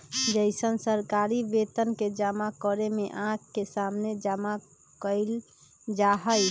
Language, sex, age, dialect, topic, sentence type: Magahi, female, 25-30, Western, banking, statement